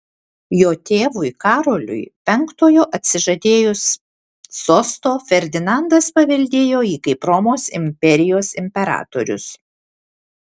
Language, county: Lithuanian, Alytus